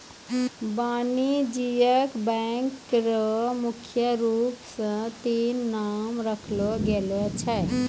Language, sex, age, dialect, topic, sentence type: Maithili, female, 25-30, Angika, banking, statement